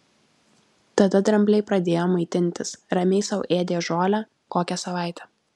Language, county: Lithuanian, Alytus